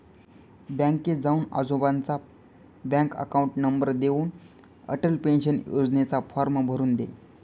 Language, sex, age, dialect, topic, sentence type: Marathi, male, 18-24, Northern Konkan, banking, statement